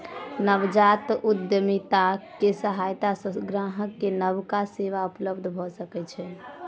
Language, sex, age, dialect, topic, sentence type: Maithili, male, 25-30, Southern/Standard, banking, statement